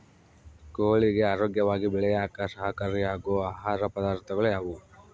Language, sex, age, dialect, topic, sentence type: Kannada, male, 25-30, Central, agriculture, question